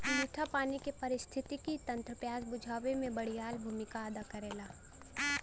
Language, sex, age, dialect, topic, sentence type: Bhojpuri, female, 18-24, Western, agriculture, statement